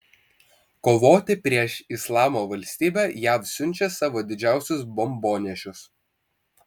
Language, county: Lithuanian, Vilnius